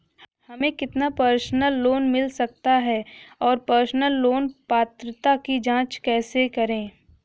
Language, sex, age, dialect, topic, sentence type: Hindi, female, 25-30, Hindustani Malvi Khadi Boli, banking, question